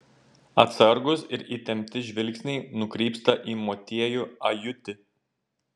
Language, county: Lithuanian, Šiauliai